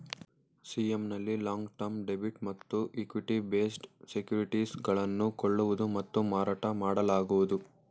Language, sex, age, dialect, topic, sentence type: Kannada, male, 18-24, Mysore Kannada, banking, statement